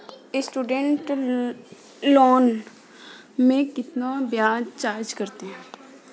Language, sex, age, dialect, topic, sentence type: Hindi, female, 18-24, Kanauji Braj Bhasha, banking, question